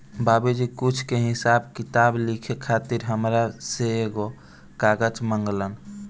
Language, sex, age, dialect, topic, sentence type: Bhojpuri, male, <18, Southern / Standard, agriculture, statement